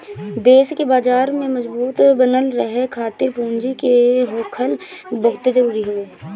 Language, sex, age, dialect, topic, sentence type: Bhojpuri, female, 18-24, Northern, banking, statement